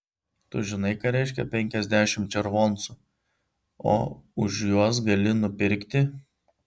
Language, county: Lithuanian, Vilnius